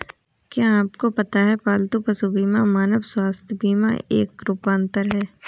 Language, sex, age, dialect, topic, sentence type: Hindi, female, 18-24, Awadhi Bundeli, banking, statement